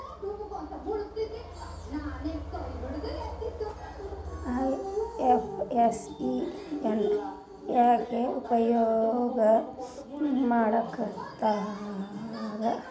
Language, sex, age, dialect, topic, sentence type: Kannada, female, 60-100, Dharwad Kannada, banking, statement